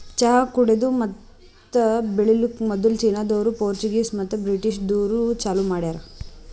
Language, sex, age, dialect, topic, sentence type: Kannada, female, 25-30, Northeastern, agriculture, statement